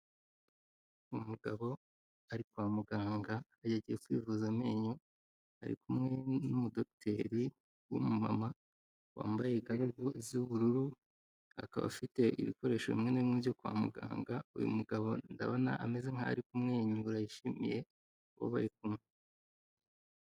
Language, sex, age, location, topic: Kinyarwanda, male, 25-35, Kigali, health